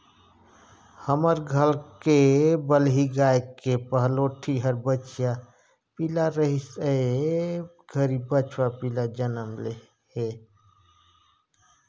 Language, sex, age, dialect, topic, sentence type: Chhattisgarhi, male, 46-50, Northern/Bhandar, agriculture, statement